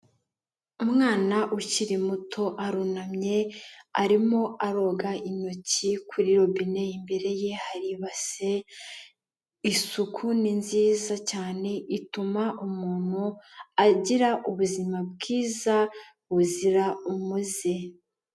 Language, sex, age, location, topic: Kinyarwanda, female, 18-24, Kigali, health